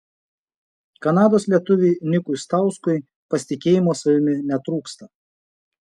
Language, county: Lithuanian, Šiauliai